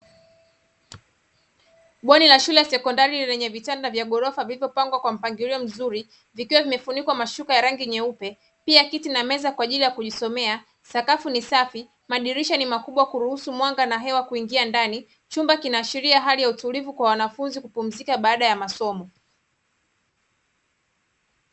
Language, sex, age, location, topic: Swahili, female, 25-35, Dar es Salaam, education